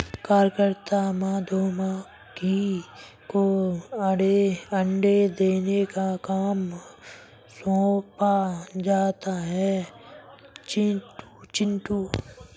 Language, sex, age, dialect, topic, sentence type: Hindi, male, 18-24, Kanauji Braj Bhasha, agriculture, statement